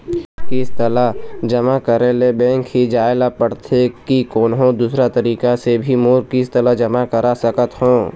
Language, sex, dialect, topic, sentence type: Chhattisgarhi, male, Eastern, banking, question